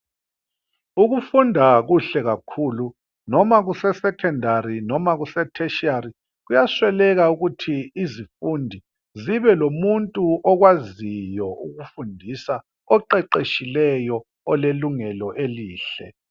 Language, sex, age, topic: North Ndebele, male, 50+, education